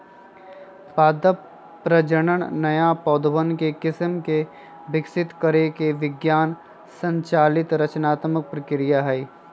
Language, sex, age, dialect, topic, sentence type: Magahi, female, 51-55, Western, agriculture, statement